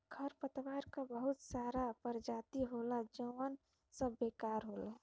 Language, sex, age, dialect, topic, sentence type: Bhojpuri, female, 25-30, Western, agriculture, statement